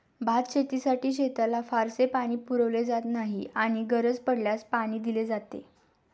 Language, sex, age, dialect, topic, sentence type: Marathi, female, 18-24, Standard Marathi, agriculture, statement